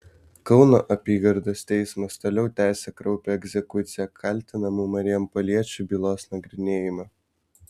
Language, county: Lithuanian, Vilnius